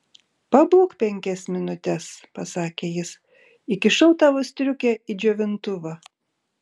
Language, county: Lithuanian, Šiauliai